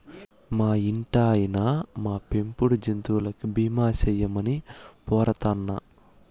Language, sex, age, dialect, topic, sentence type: Telugu, male, 18-24, Southern, banking, statement